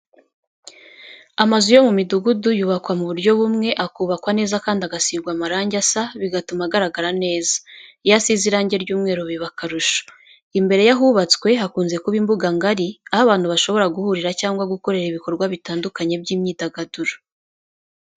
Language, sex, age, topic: Kinyarwanda, female, 25-35, education